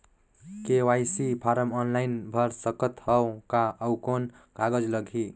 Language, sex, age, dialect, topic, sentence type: Chhattisgarhi, male, 18-24, Northern/Bhandar, banking, question